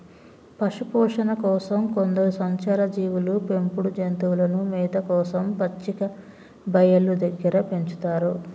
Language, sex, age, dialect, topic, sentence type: Telugu, male, 25-30, Telangana, agriculture, statement